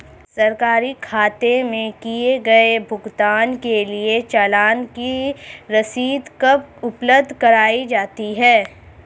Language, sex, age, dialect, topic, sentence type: Hindi, female, 31-35, Hindustani Malvi Khadi Boli, banking, question